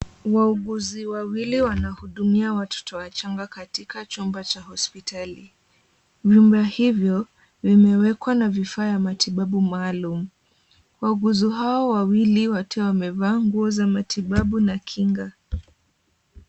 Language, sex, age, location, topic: Swahili, female, 18-24, Kisumu, health